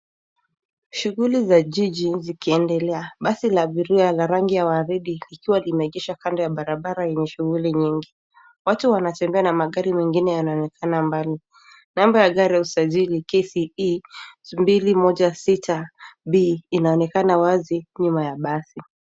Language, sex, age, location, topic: Swahili, female, 18-24, Nairobi, government